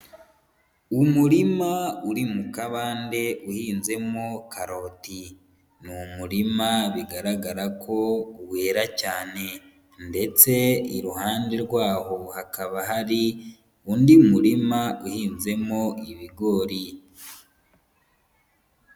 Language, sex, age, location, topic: Kinyarwanda, female, 18-24, Huye, agriculture